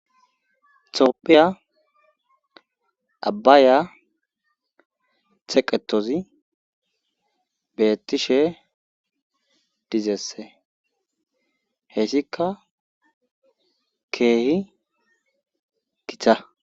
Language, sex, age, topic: Gamo, male, 18-24, government